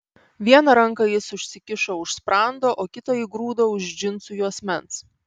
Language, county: Lithuanian, Panevėžys